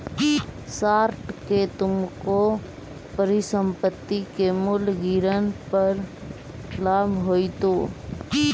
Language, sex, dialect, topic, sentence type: Magahi, female, Central/Standard, banking, statement